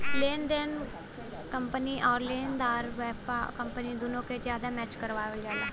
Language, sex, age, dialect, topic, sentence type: Bhojpuri, female, 18-24, Western, banking, statement